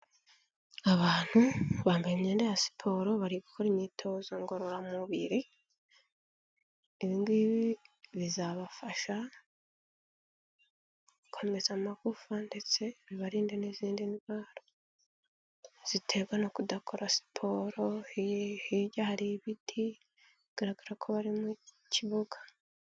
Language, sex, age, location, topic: Kinyarwanda, female, 18-24, Kigali, health